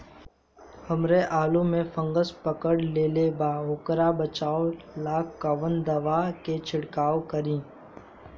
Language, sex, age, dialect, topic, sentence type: Bhojpuri, male, 18-24, Southern / Standard, agriculture, question